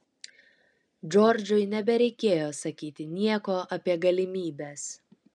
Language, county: Lithuanian, Kaunas